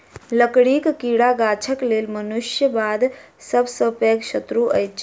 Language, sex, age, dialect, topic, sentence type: Maithili, female, 41-45, Southern/Standard, agriculture, statement